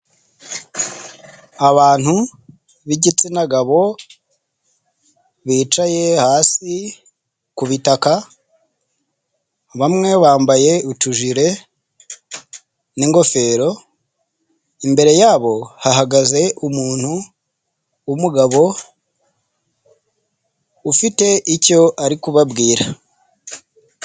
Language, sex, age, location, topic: Kinyarwanda, male, 25-35, Nyagatare, agriculture